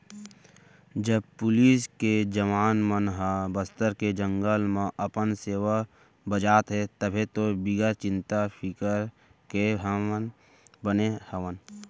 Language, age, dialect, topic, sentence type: Chhattisgarhi, 18-24, Central, banking, statement